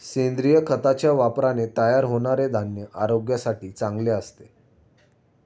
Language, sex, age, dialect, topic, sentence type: Marathi, male, 18-24, Standard Marathi, agriculture, statement